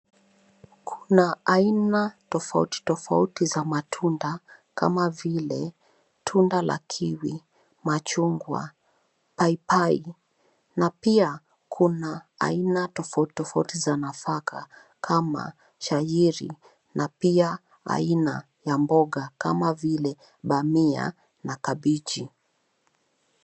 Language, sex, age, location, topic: Swahili, female, 25-35, Nairobi, health